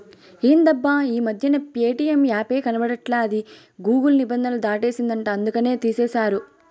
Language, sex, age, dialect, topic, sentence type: Telugu, female, 18-24, Southern, banking, statement